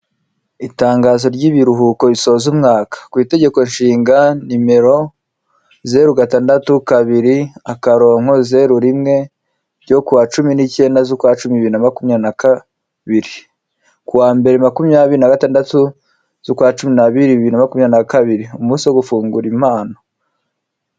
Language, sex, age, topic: Kinyarwanda, male, 25-35, government